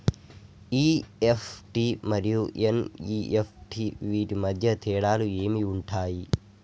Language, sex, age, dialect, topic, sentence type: Telugu, male, 51-55, Telangana, banking, question